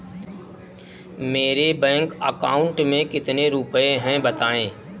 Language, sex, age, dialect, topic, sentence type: Hindi, male, 36-40, Kanauji Braj Bhasha, banking, question